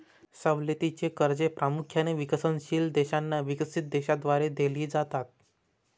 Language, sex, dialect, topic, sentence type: Marathi, male, Varhadi, banking, statement